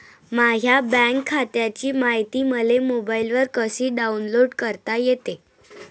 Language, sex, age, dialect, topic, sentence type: Marathi, female, 25-30, Varhadi, banking, question